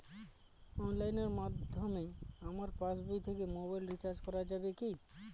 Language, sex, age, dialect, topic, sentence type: Bengali, male, 36-40, Northern/Varendri, banking, question